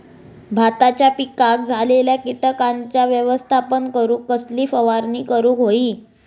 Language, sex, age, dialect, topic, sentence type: Marathi, female, 18-24, Southern Konkan, agriculture, question